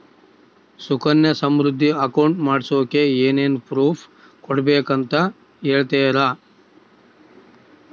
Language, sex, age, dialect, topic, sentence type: Kannada, male, 36-40, Central, banking, question